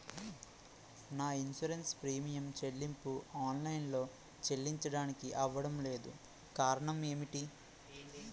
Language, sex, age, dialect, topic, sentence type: Telugu, male, 18-24, Utterandhra, banking, question